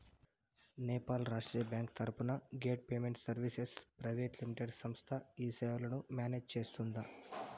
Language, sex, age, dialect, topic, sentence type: Telugu, male, 18-24, Southern, banking, question